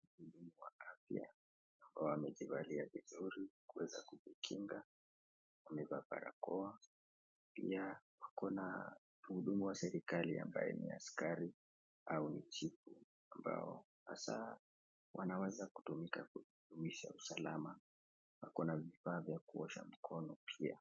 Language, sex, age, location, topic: Swahili, male, 18-24, Nakuru, health